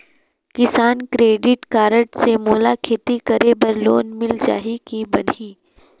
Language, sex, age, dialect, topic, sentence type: Chhattisgarhi, female, 18-24, Northern/Bhandar, banking, question